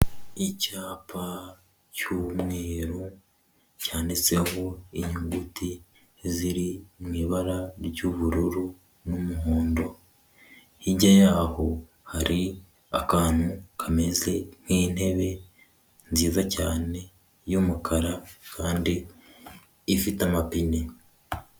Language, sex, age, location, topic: Kinyarwanda, male, 18-24, Kigali, government